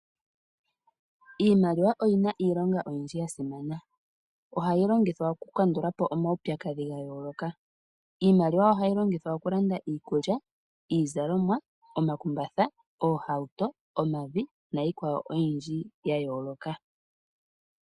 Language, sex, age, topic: Oshiwambo, female, 18-24, finance